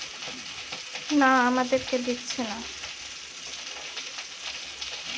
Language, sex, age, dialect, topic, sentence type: Bengali, female, 31-35, Western, banking, statement